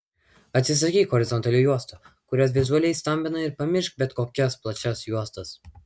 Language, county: Lithuanian, Vilnius